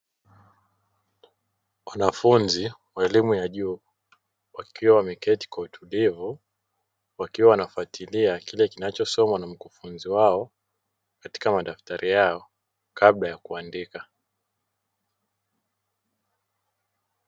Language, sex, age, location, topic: Swahili, male, 25-35, Dar es Salaam, education